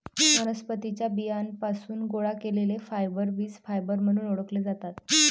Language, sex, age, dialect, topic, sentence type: Marathi, female, 18-24, Varhadi, agriculture, statement